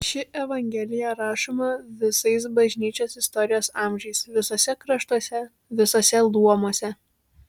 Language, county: Lithuanian, Šiauliai